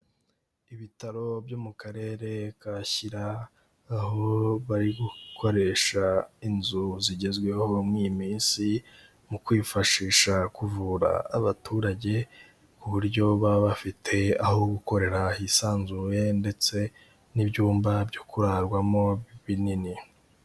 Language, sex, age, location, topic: Kinyarwanda, male, 18-24, Kigali, health